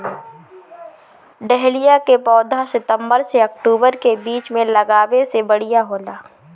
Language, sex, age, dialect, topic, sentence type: Bhojpuri, female, 25-30, Northern, agriculture, statement